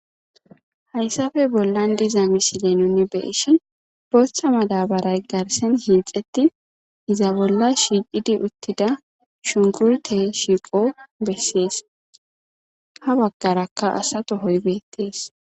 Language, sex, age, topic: Gamo, female, 18-24, agriculture